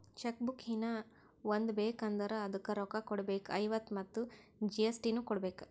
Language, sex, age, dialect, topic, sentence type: Kannada, female, 56-60, Northeastern, banking, statement